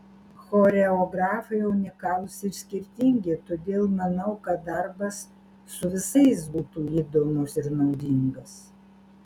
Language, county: Lithuanian, Alytus